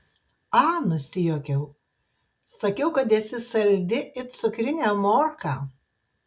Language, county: Lithuanian, Šiauliai